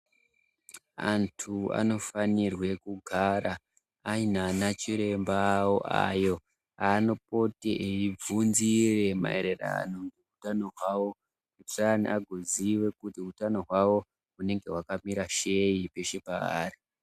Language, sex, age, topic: Ndau, female, 25-35, health